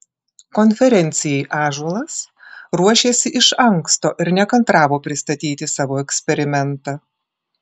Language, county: Lithuanian, Klaipėda